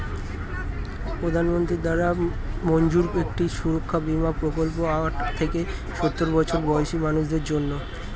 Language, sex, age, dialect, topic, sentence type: Bengali, male, 25-30, Standard Colloquial, banking, statement